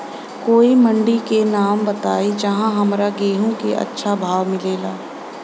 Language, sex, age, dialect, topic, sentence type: Bhojpuri, female, 25-30, Southern / Standard, agriculture, question